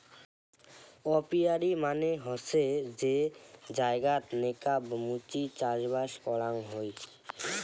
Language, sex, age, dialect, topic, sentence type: Bengali, male, <18, Rajbangshi, agriculture, statement